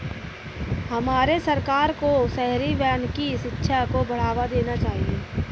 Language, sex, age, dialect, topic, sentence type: Hindi, female, 60-100, Kanauji Braj Bhasha, agriculture, statement